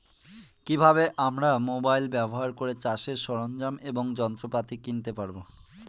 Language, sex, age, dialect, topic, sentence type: Bengali, male, 25-30, Northern/Varendri, agriculture, question